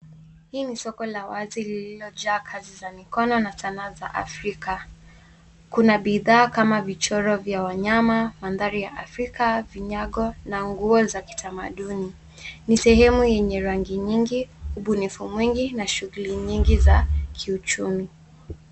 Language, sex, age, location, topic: Swahili, female, 18-24, Nairobi, finance